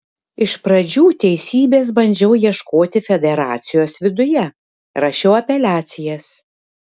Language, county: Lithuanian, Šiauliai